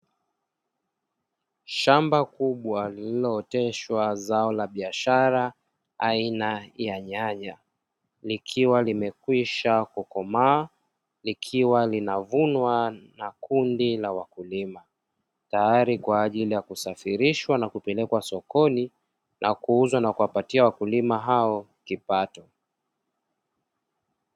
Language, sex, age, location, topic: Swahili, male, 25-35, Dar es Salaam, agriculture